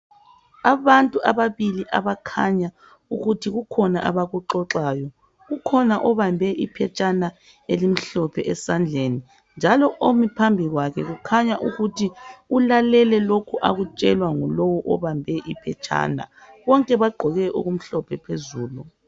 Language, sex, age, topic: North Ndebele, female, 50+, health